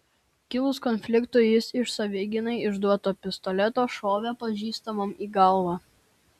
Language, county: Lithuanian, Vilnius